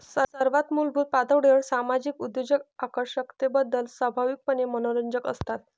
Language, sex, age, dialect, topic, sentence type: Marathi, female, 25-30, Varhadi, banking, statement